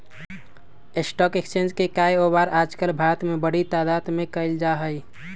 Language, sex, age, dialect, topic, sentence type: Magahi, male, 18-24, Western, banking, statement